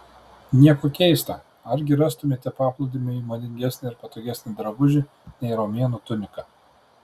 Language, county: Lithuanian, Tauragė